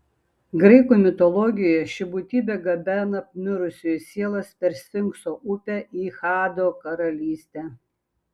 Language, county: Lithuanian, Šiauliai